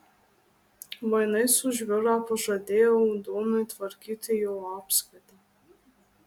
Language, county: Lithuanian, Marijampolė